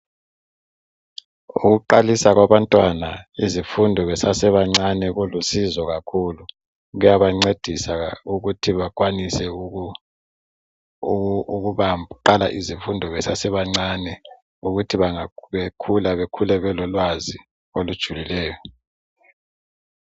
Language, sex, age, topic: North Ndebele, male, 36-49, education